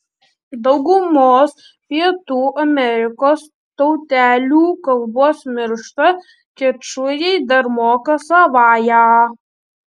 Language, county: Lithuanian, Panevėžys